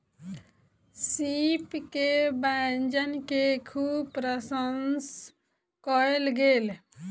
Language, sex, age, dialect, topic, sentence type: Maithili, female, 25-30, Southern/Standard, agriculture, statement